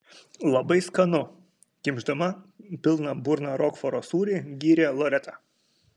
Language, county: Lithuanian, Kaunas